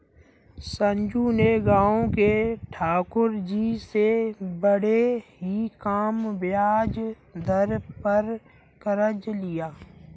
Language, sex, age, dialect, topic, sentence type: Hindi, male, 18-24, Kanauji Braj Bhasha, banking, statement